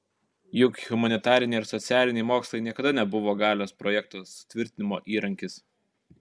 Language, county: Lithuanian, Kaunas